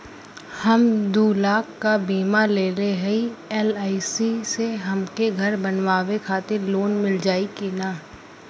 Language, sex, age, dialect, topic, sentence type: Bhojpuri, female, <18, Western, banking, question